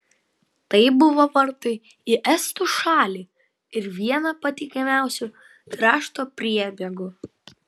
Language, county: Lithuanian, Vilnius